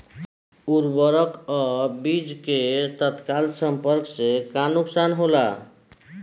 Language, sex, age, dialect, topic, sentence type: Bhojpuri, male, 25-30, Southern / Standard, agriculture, question